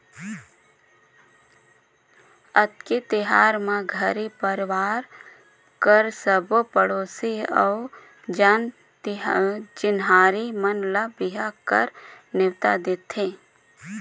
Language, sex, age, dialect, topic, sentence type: Chhattisgarhi, female, 31-35, Northern/Bhandar, agriculture, statement